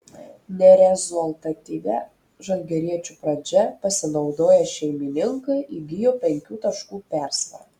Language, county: Lithuanian, Telšiai